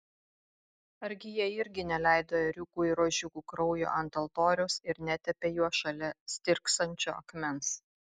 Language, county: Lithuanian, Vilnius